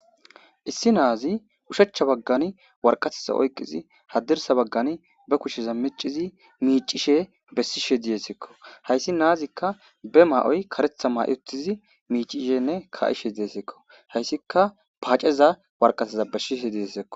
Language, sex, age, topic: Gamo, male, 18-24, government